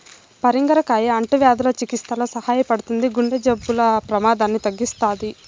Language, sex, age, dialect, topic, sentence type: Telugu, female, 51-55, Southern, agriculture, statement